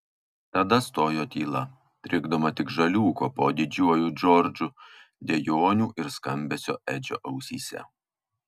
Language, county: Lithuanian, Kaunas